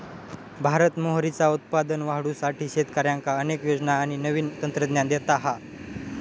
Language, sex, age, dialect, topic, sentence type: Marathi, male, 41-45, Southern Konkan, agriculture, statement